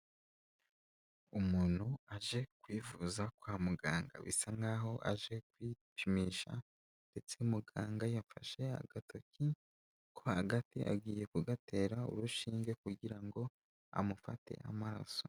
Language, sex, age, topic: Kinyarwanda, male, 18-24, health